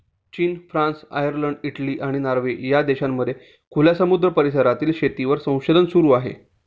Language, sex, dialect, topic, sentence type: Marathi, male, Standard Marathi, agriculture, statement